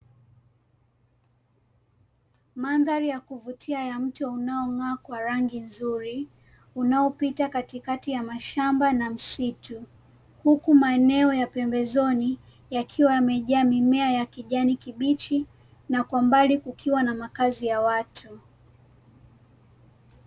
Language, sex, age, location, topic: Swahili, female, 18-24, Dar es Salaam, agriculture